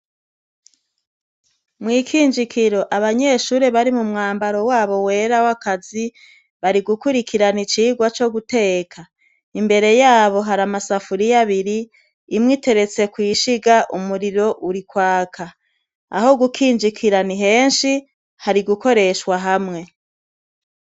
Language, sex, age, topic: Rundi, female, 36-49, education